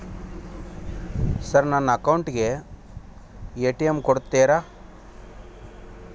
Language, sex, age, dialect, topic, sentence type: Kannada, male, 41-45, Dharwad Kannada, banking, question